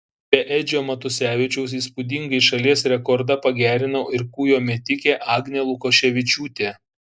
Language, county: Lithuanian, Šiauliai